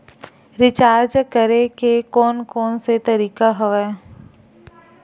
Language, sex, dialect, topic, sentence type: Chhattisgarhi, female, Western/Budati/Khatahi, banking, question